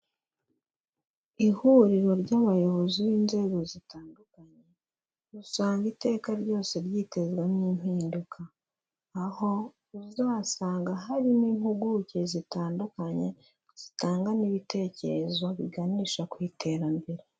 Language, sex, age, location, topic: Kinyarwanda, female, 25-35, Huye, government